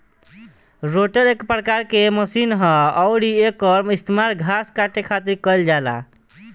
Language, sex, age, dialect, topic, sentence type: Bhojpuri, male, 18-24, Southern / Standard, agriculture, statement